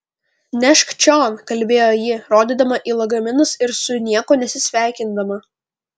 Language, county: Lithuanian, Vilnius